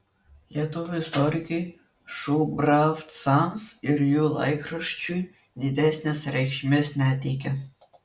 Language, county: Lithuanian, Vilnius